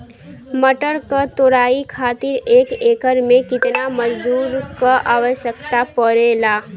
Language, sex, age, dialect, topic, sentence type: Bhojpuri, female, <18, Western, agriculture, question